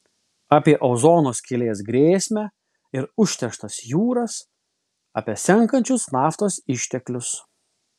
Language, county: Lithuanian, Vilnius